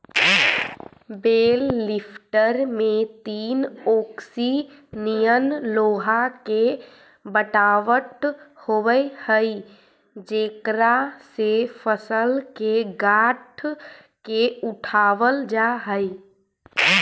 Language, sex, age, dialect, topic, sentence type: Magahi, female, 25-30, Central/Standard, banking, statement